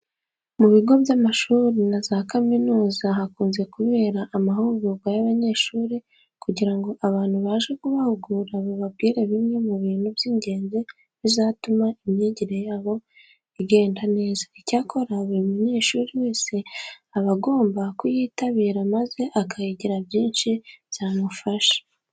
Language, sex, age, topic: Kinyarwanda, female, 18-24, education